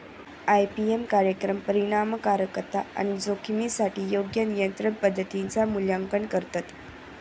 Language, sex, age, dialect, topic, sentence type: Marathi, female, 46-50, Southern Konkan, agriculture, statement